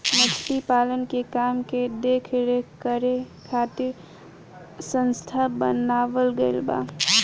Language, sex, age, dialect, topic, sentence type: Bhojpuri, female, 18-24, Southern / Standard, agriculture, statement